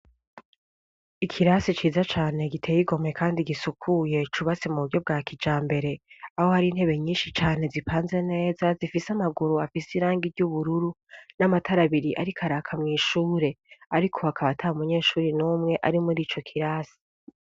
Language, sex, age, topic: Rundi, female, 18-24, education